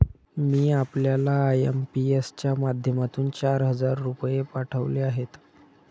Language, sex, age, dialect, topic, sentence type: Marathi, male, 25-30, Standard Marathi, banking, statement